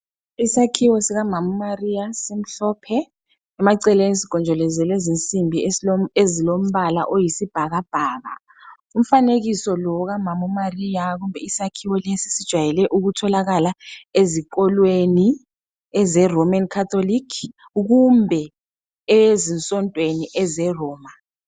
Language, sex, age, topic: North Ndebele, female, 25-35, education